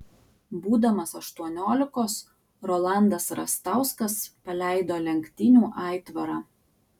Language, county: Lithuanian, Alytus